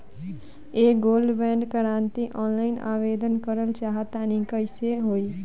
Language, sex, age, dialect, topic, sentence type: Bhojpuri, female, 18-24, Southern / Standard, banking, question